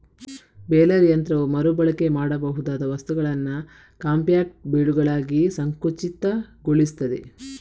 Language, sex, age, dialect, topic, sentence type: Kannada, female, 18-24, Coastal/Dakshin, agriculture, statement